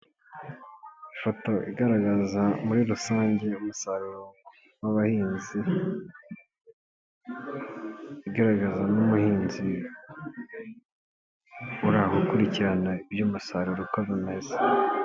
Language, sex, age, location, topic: Kinyarwanda, male, 18-24, Nyagatare, agriculture